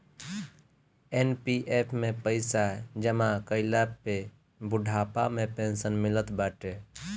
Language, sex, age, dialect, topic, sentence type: Bhojpuri, male, 25-30, Northern, banking, statement